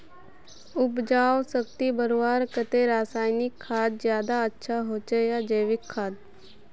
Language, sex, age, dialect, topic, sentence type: Magahi, female, 18-24, Northeastern/Surjapuri, agriculture, question